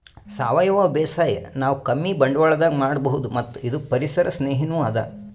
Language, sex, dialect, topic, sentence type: Kannada, male, Northeastern, agriculture, statement